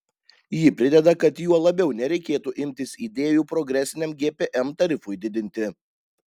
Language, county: Lithuanian, Panevėžys